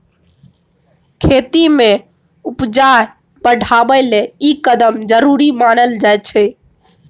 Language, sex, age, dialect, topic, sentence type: Maithili, female, 18-24, Bajjika, agriculture, statement